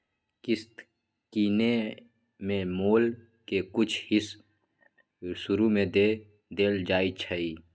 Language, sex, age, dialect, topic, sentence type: Magahi, male, 41-45, Western, banking, statement